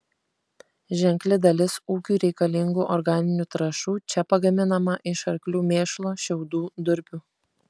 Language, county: Lithuanian, Kaunas